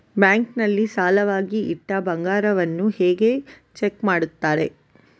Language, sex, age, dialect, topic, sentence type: Kannada, female, 41-45, Coastal/Dakshin, banking, question